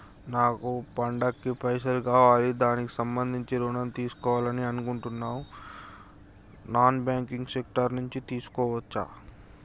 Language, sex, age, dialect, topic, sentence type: Telugu, male, 60-100, Telangana, banking, question